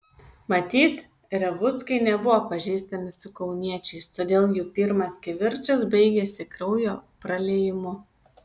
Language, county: Lithuanian, Kaunas